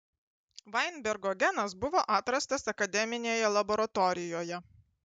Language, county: Lithuanian, Panevėžys